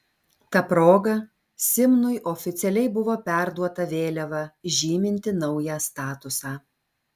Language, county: Lithuanian, Alytus